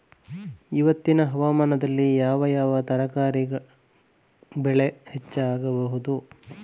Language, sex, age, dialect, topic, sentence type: Kannada, male, 18-24, Coastal/Dakshin, agriculture, question